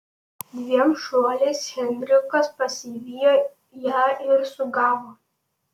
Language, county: Lithuanian, Panevėžys